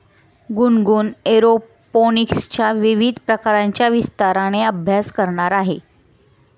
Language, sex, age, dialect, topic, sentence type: Marathi, female, 18-24, Standard Marathi, agriculture, statement